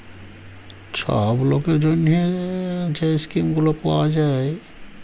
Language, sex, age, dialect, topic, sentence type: Bengali, male, 18-24, Jharkhandi, banking, statement